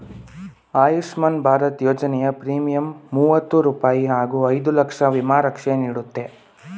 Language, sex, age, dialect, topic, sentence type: Kannada, male, 18-24, Mysore Kannada, banking, statement